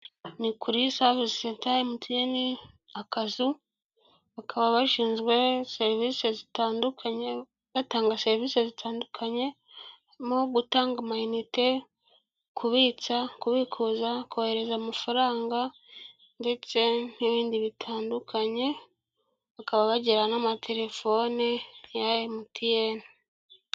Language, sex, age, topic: Kinyarwanda, female, 25-35, finance